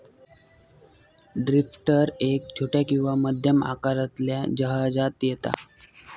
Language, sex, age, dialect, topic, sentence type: Marathi, male, 18-24, Southern Konkan, agriculture, statement